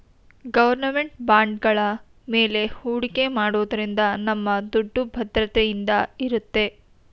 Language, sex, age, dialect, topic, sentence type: Kannada, female, 18-24, Mysore Kannada, banking, statement